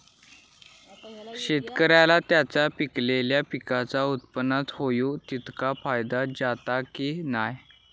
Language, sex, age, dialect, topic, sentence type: Marathi, male, 18-24, Southern Konkan, agriculture, question